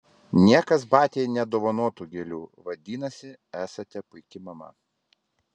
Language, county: Lithuanian, Vilnius